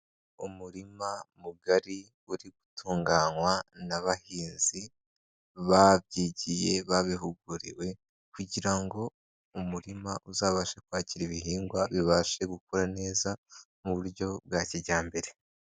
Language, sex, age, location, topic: Kinyarwanda, male, 18-24, Kigali, agriculture